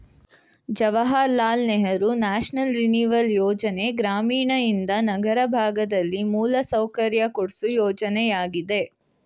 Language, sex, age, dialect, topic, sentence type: Kannada, female, 18-24, Mysore Kannada, banking, statement